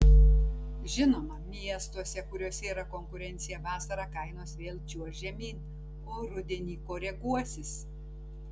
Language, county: Lithuanian, Tauragė